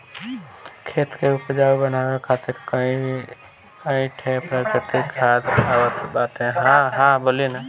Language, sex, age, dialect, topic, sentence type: Bhojpuri, male, 18-24, Northern, agriculture, statement